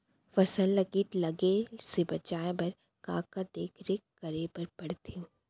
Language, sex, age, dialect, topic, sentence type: Chhattisgarhi, female, 60-100, Central, agriculture, question